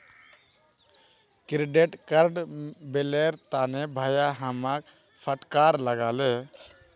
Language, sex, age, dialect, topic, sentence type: Magahi, male, 18-24, Northeastern/Surjapuri, banking, statement